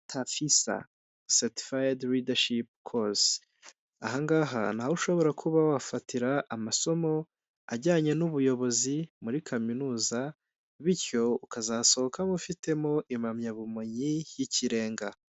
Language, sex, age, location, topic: Kinyarwanda, male, 18-24, Kigali, government